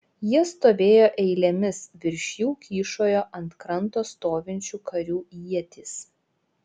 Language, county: Lithuanian, Šiauliai